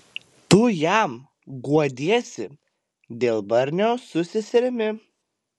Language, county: Lithuanian, Panevėžys